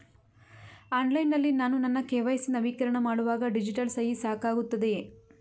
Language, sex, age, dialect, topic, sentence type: Kannada, female, 25-30, Mysore Kannada, banking, question